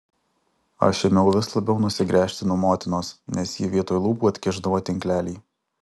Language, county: Lithuanian, Alytus